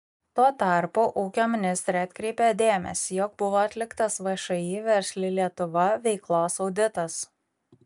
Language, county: Lithuanian, Kaunas